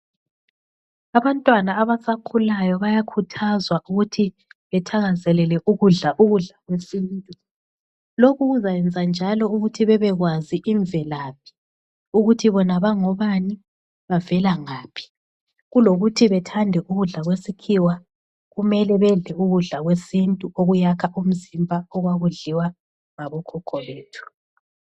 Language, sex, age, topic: North Ndebele, female, 36-49, education